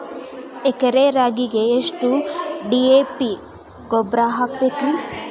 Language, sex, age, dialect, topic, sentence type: Kannada, female, 18-24, Dharwad Kannada, agriculture, question